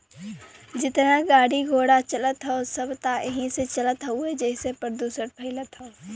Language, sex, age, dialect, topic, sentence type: Bhojpuri, female, 25-30, Western, agriculture, statement